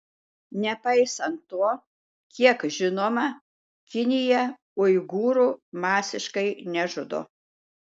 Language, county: Lithuanian, Šiauliai